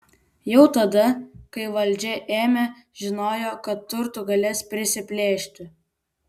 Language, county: Lithuanian, Vilnius